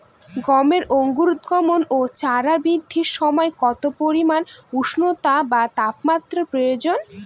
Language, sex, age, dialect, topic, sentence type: Bengali, female, <18, Northern/Varendri, agriculture, question